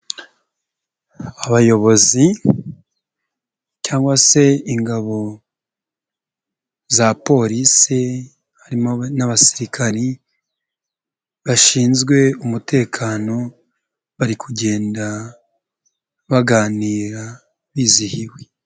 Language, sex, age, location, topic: Kinyarwanda, male, 25-35, Nyagatare, government